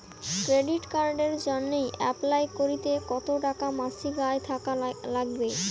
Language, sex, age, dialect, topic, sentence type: Bengali, female, 18-24, Rajbangshi, banking, question